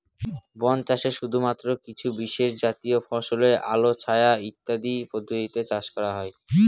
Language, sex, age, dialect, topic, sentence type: Bengali, male, <18, Northern/Varendri, agriculture, statement